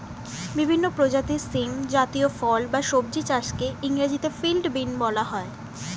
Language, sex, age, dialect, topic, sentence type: Bengali, female, 18-24, Standard Colloquial, agriculture, statement